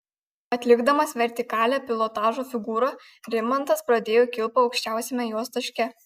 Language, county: Lithuanian, Kaunas